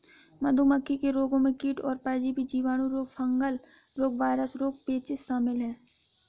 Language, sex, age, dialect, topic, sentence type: Hindi, female, 56-60, Awadhi Bundeli, agriculture, statement